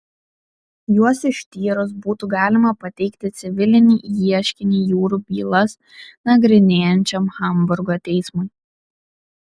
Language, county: Lithuanian, Kaunas